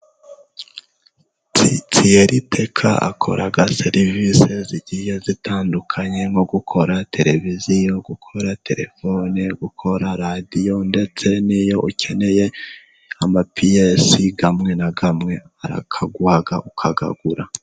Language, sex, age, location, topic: Kinyarwanda, male, 18-24, Musanze, finance